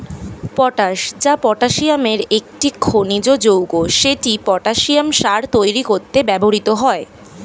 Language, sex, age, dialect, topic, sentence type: Bengali, female, <18, Standard Colloquial, agriculture, statement